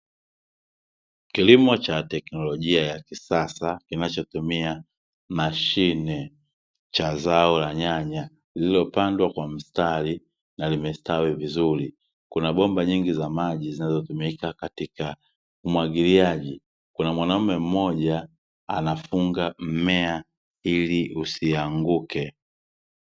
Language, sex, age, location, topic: Swahili, male, 25-35, Dar es Salaam, agriculture